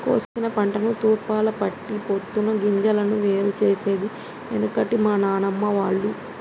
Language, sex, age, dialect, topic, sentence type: Telugu, female, 25-30, Telangana, agriculture, statement